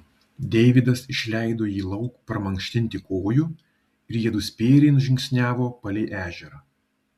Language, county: Lithuanian, Vilnius